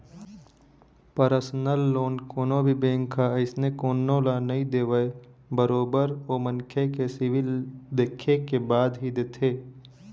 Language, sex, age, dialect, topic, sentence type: Chhattisgarhi, male, 25-30, Eastern, banking, statement